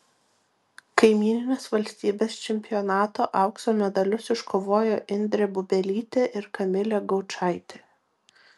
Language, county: Lithuanian, Vilnius